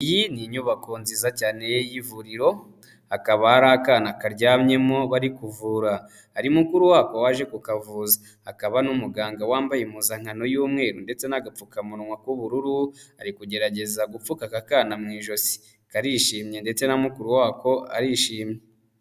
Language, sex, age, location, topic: Kinyarwanda, male, 25-35, Huye, health